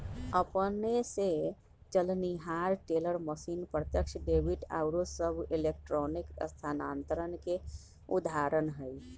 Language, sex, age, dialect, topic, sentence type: Magahi, male, 41-45, Western, banking, statement